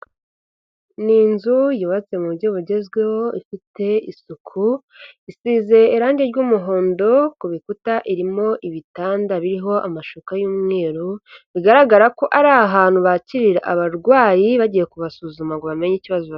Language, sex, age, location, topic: Kinyarwanda, female, 50+, Kigali, health